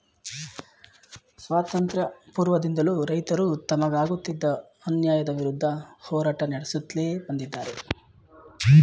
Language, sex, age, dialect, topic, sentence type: Kannada, male, 36-40, Mysore Kannada, agriculture, statement